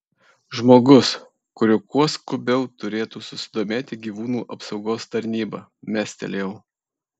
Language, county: Lithuanian, Kaunas